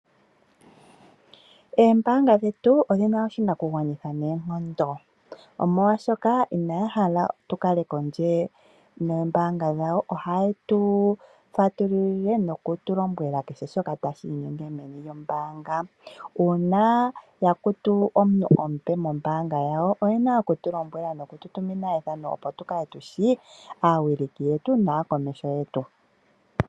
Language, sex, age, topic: Oshiwambo, female, 25-35, finance